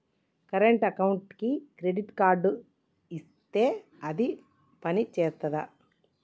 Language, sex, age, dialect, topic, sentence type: Telugu, female, 18-24, Telangana, banking, question